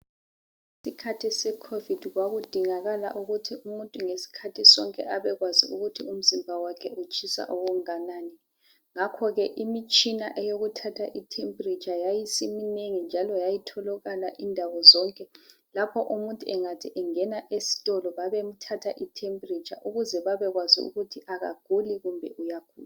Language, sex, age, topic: North Ndebele, female, 50+, health